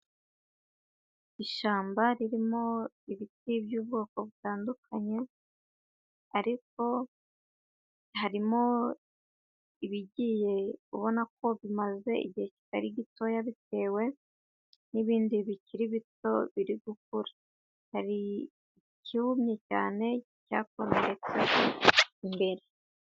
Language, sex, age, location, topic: Kinyarwanda, female, 25-35, Huye, agriculture